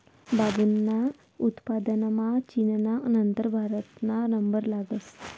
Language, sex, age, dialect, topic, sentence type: Marathi, female, 25-30, Northern Konkan, agriculture, statement